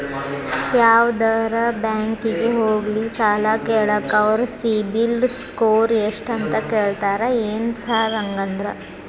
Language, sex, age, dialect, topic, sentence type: Kannada, female, 25-30, Dharwad Kannada, banking, question